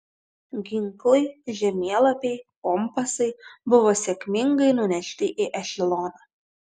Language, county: Lithuanian, Vilnius